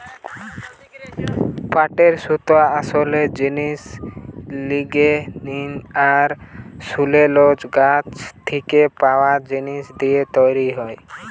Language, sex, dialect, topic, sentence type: Bengali, male, Western, agriculture, statement